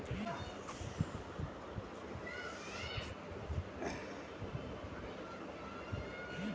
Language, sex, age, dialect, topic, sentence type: Bhojpuri, male, 41-45, Northern, agriculture, statement